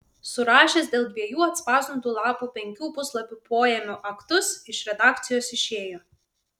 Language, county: Lithuanian, Vilnius